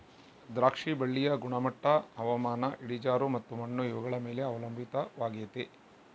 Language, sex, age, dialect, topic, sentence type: Kannada, male, 56-60, Central, agriculture, statement